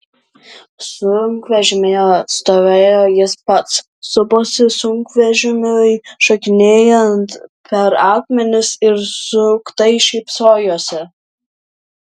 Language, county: Lithuanian, Vilnius